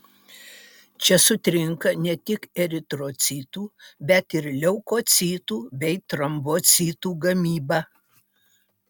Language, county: Lithuanian, Utena